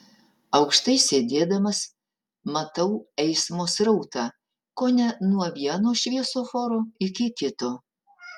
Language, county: Lithuanian, Utena